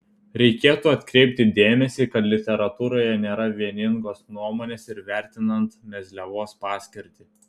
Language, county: Lithuanian, Telšiai